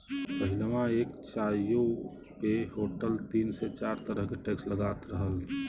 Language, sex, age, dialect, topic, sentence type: Bhojpuri, male, 36-40, Western, banking, statement